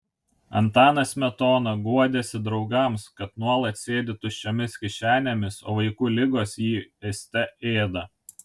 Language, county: Lithuanian, Kaunas